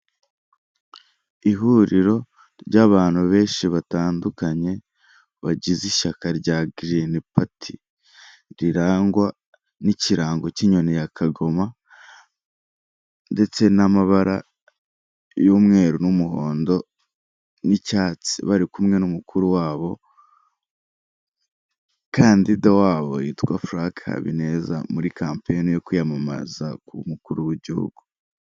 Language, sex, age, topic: Kinyarwanda, male, 18-24, government